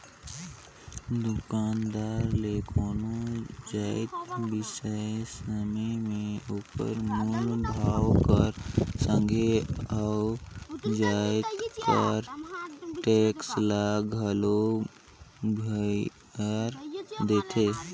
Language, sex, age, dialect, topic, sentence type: Chhattisgarhi, male, 18-24, Northern/Bhandar, banking, statement